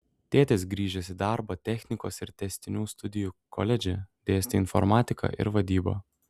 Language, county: Lithuanian, Šiauliai